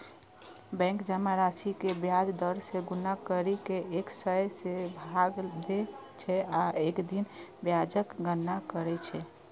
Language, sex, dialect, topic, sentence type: Maithili, female, Eastern / Thethi, banking, statement